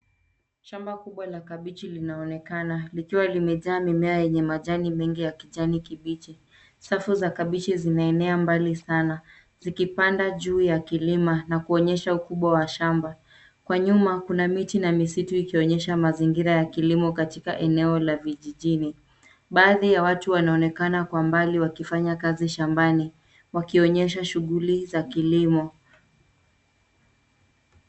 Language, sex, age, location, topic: Swahili, female, 36-49, Nairobi, agriculture